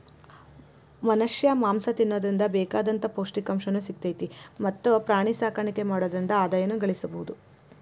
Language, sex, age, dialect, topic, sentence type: Kannada, female, 25-30, Dharwad Kannada, agriculture, statement